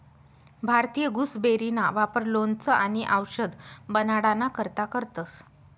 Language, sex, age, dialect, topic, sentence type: Marathi, female, 36-40, Northern Konkan, agriculture, statement